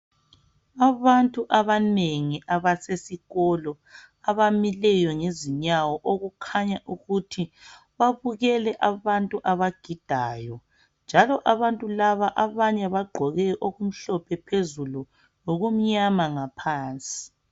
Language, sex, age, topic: North Ndebele, female, 50+, education